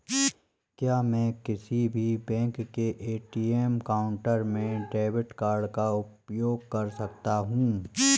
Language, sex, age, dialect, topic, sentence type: Hindi, male, 31-35, Marwari Dhudhari, banking, question